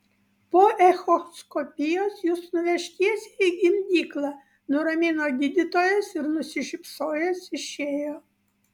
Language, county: Lithuanian, Vilnius